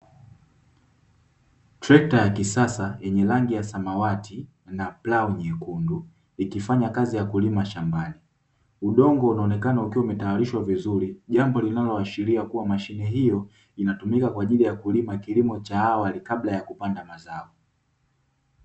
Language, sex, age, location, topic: Swahili, male, 18-24, Dar es Salaam, agriculture